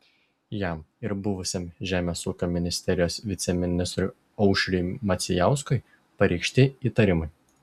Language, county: Lithuanian, Šiauliai